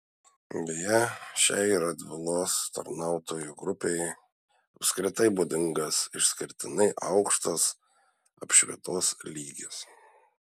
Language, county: Lithuanian, Šiauliai